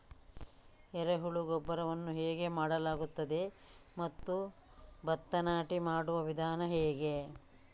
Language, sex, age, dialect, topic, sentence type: Kannada, female, 51-55, Coastal/Dakshin, agriculture, question